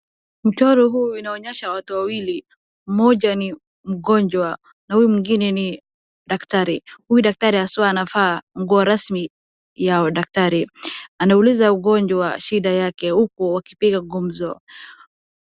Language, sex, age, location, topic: Swahili, female, 18-24, Wajir, health